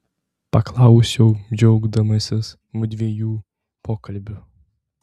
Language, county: Lithuanian, Tauragė